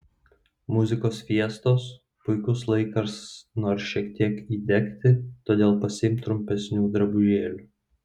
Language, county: Lithuanian, Vilnius